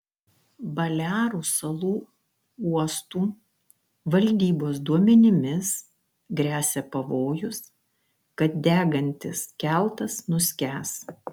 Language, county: Lithuanian, Kaunas